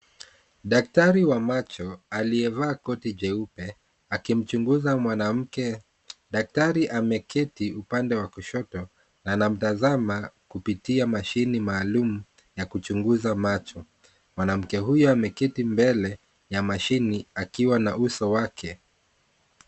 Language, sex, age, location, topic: Swahili, male, 25-35, Kisumu, health